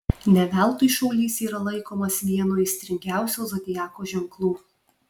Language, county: Lithuanian, Alytus